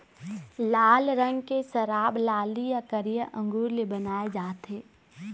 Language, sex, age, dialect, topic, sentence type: Chhattisgarhi, female, 18-24, Eastern, agriculture, statement